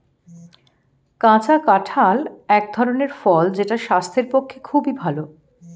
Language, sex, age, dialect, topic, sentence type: Bengali, female, 51-55, Standard Colloquial, agriculture, statement